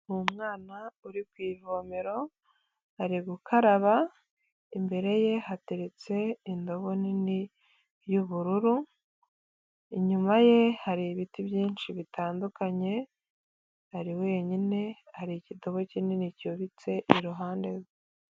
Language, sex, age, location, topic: Kinyarwanda, female, 25-35, Huye, health